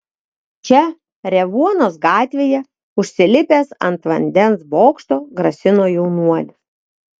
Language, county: Lithuanian, Vilnius